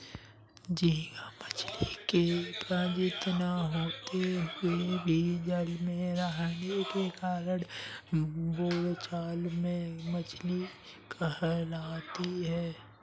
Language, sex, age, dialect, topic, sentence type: Hindi, male, 18-24, Kanauji Braj Bhasha, agriculture, statement